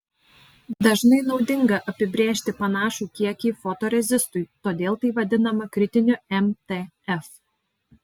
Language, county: Lithuanian, Alytus